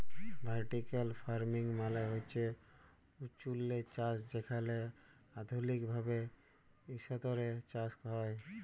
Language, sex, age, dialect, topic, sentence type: Bengali, male, 18-24, Jharkhandi, agriculture, statement